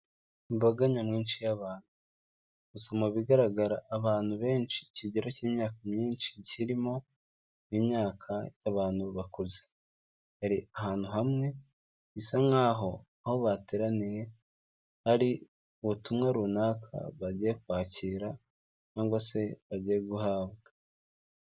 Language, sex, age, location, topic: Kinyarwanda, female, 25-35, Kigali, health